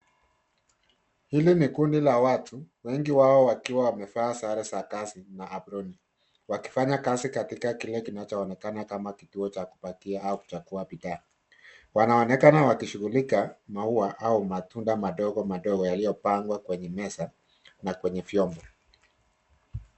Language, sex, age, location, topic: Swahili, male, 50+, Nairobi, agriculture